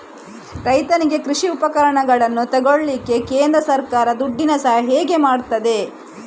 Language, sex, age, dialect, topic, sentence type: Kannada, female, 25-30, Coastal/Dakshin, agriculture, question